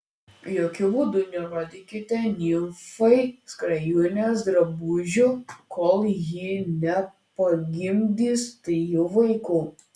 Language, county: Lithuanian, Klaipėda